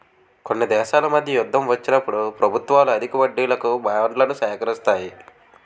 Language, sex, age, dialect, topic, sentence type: Telugu, male, 18-24, Utterandhra, banking, statement